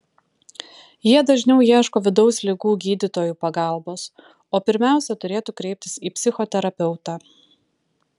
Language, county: Lithuanian, Vilnius